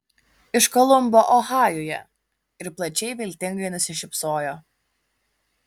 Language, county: Lithuanian, Kaunas